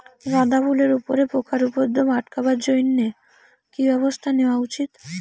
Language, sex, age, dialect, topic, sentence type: Bengali, female, 18-24, Rajbangshi, agriculture, question